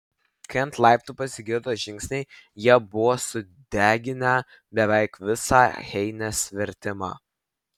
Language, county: Lithuanian, Vilnius